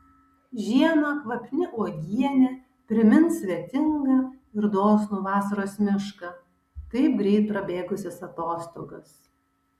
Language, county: Lithuanian, Kaunas